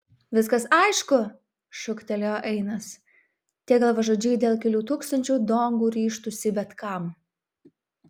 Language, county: Lithuanian, Vilnius